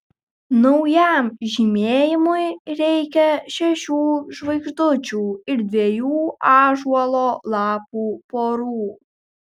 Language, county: Lithuanian, Kaunas